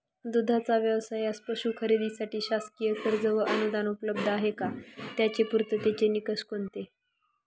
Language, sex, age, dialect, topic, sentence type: Marathi, male, 18-24, Northern Konkan, agriculture, question